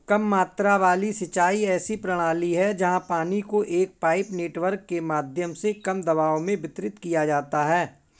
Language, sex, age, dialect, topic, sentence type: Hindi, male, 41-45, Awadhi Bundeli, agriculture, statement